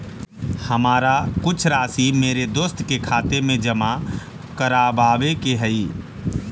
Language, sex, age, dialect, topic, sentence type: Magahi, male, 31-35, Central/Standard, agriculture, statement